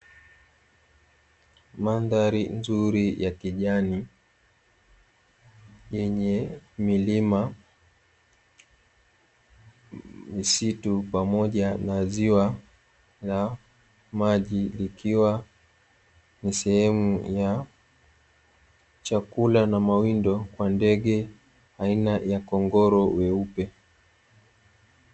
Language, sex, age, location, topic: Swahili, male, 18-24, Dar es Salaam, agriculture